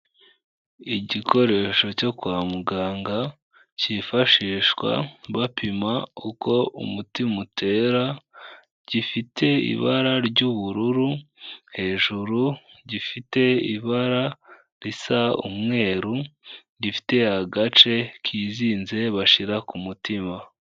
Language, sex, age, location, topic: Kinyarwanda, male, 18-24, Kigali, health